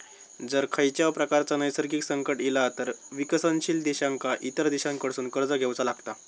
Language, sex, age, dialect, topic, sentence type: Marathi, male, 18-24, Southern Konkan, banking, statement